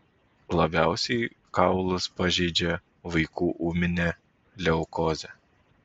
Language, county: Lithuanian, Vilnius